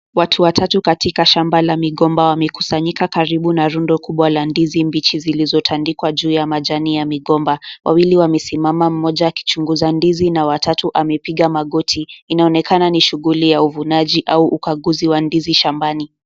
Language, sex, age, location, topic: Swahili, female, 18-24, Mombasa, agriculture